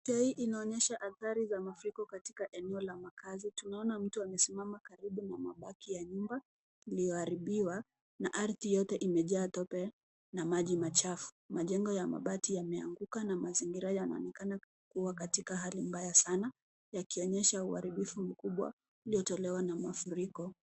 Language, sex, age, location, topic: Swahili, female, 18-24, Nairobi, government